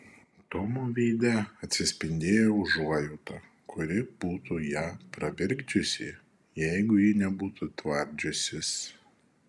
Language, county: Lithuanian, Šiauliai